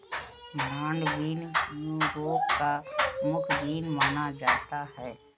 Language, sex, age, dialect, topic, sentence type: Hindi, female, 56-60, Kanauji Braj Bhasha, agriculture, statement